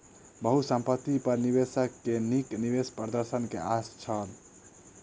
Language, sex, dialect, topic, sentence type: Maithili, male, Southern/Standard, banking, statement